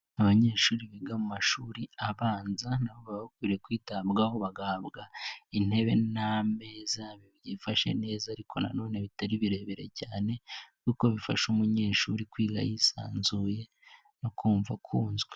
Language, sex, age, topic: Kinyarwanda, male, 18-24, education